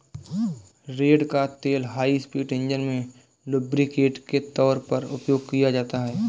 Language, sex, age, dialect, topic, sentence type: Hindi, male, 18-24, Awadhi Bundeli, agriculture, statement